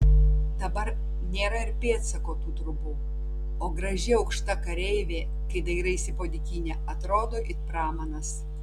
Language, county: Lithuanian, Tauragė